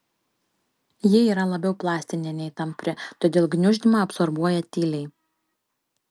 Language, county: Lithuanian, Panevėžys